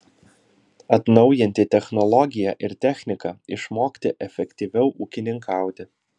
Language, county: Lithuanian, Vilnius